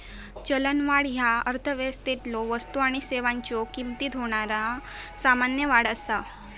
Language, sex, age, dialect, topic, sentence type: Marathi, female, 18-24, Southern Konkan, banking, statement